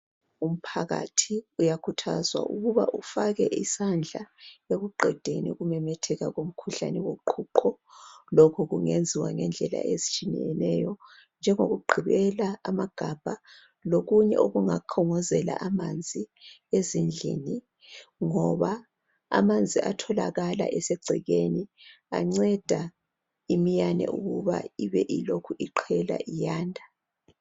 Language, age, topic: North Ndebele, 36-49, health